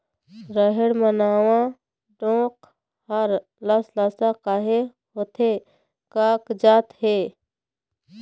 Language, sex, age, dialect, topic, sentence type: Chhattisgarhi, female, 60-100, Eastern, agriculture, question